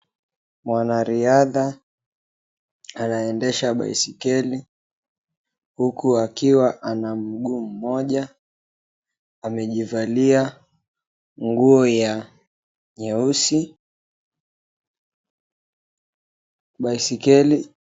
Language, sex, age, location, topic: Swahili, male, 25-35, Mombasa, education